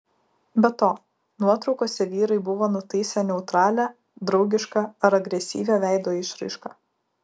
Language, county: Lithuanian, Vilnius